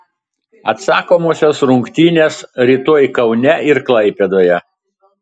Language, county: Lithuanian, Telšiai